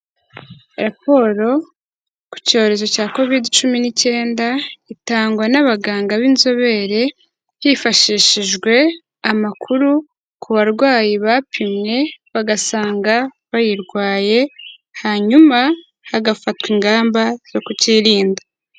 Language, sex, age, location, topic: Kinyarwanda, female, 18-24, Kigali, health